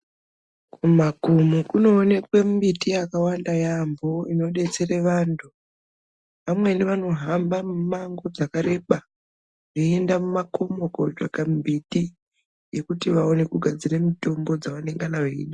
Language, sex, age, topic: Ndau, female, 36-49, health